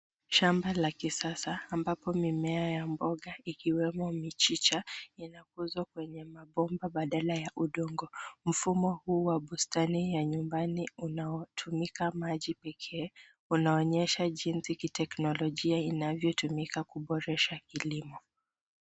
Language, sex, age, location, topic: Swahili, female, 25-35, Nairobi, agriculture